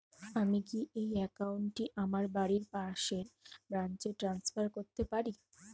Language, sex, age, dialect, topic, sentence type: Bengali, female, 25-30, Northern/Varendri, banking, question